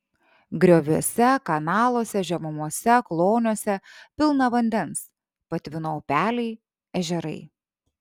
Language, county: Lithuanian, Šiauliai